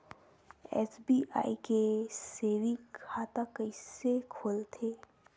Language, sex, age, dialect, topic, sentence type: Chhattisgarhi, female, 18-24, Western/Budati/Khatahi, banking, question